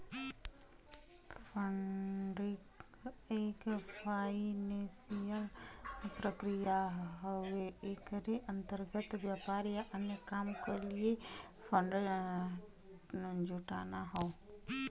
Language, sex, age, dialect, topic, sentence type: Bhojpuri, female, 25-30, Western, banking, statement